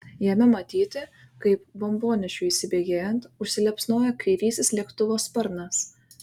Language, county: Lithuanian, Kaunas